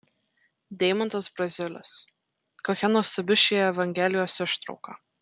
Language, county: Lithuanian, Telšiai